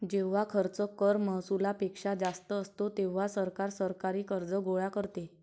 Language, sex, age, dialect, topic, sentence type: Marathi, male, 31-35, Varhadi, banking, statement